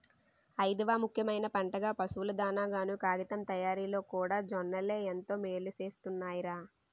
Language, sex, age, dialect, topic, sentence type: Telugu, female, 18-24, Utterandhra, agriculture, statement